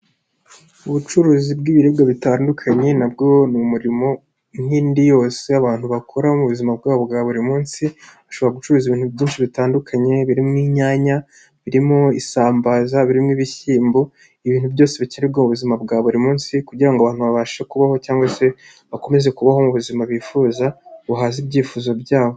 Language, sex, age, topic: Kinyarwanda, male, 25-35, agriculture